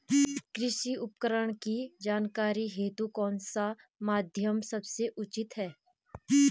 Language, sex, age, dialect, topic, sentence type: Hindi, female, 25-30, Garhwali, agriculture, question